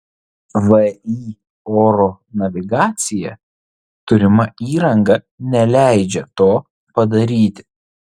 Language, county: Lithuanian, Vilnius